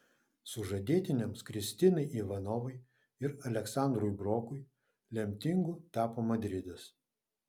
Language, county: Lithuanian, Vilnius